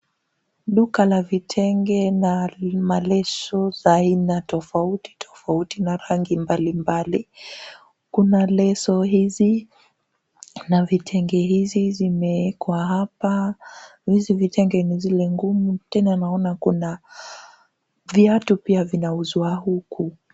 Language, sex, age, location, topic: Swahili, female, 18-24, Kisumu, finance